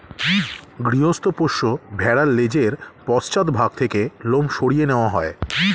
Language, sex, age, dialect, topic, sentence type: Bengali, male, 36-40, Standard Colloquial, agriculture, statement